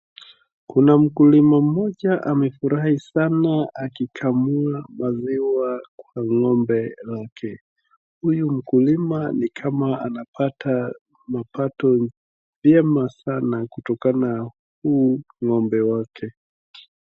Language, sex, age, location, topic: Swahili, male, 25-35, Wajir, agriculture